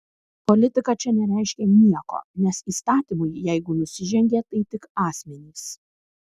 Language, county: Lithuanian, Kaunas